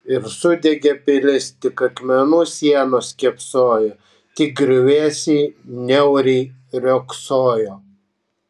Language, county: Lithuanian, Kaunas